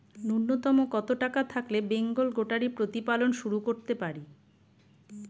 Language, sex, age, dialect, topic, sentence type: Bengali, female, 46-50, Standard Colloquial, agriculture, question